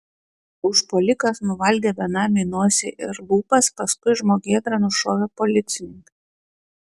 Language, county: Lithuanian, Klaipėda